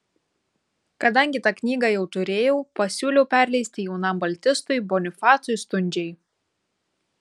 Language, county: Lithuanian, Kaunas